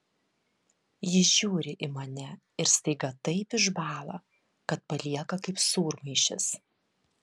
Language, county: Lithuanian, Vilnius